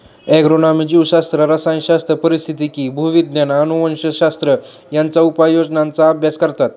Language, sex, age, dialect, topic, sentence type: Marathi, male, 18-24, Standard Marathi, agriculture, statement